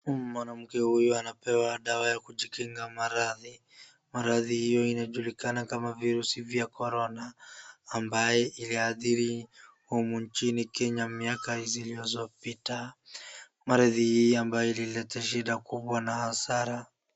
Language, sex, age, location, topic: Swahili, female, 36-49, Wajir, health